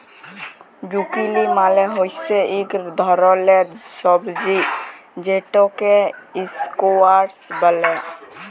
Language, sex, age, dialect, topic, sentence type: Bengali, male, 18-24, Jharkhandi, agriculture, statement